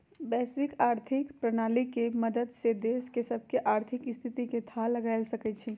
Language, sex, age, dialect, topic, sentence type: Magahi, female, 31-35, Western, banking, statement